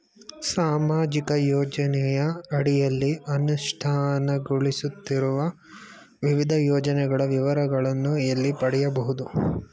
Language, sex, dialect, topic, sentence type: Kannada, male, Mysore Kannada, banking, question